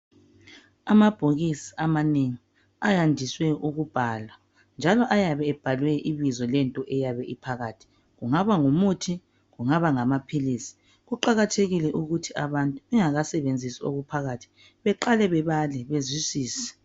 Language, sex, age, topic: North Ndebele, male, 36-49, health